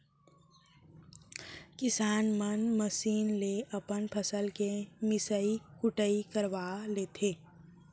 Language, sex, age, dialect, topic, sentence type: Chhattisgarhi, female, 18-24, Central, agriculture, statement